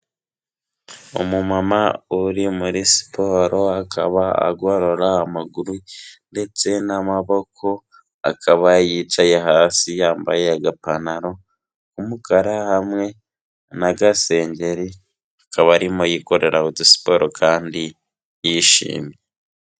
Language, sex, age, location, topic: Kinyarwanda, female, 18-24, Kigali, health